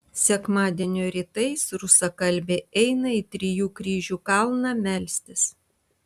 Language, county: Lithuanian, Vilnius